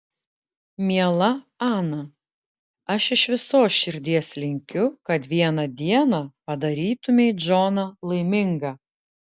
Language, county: Lithuanian, Klaipėda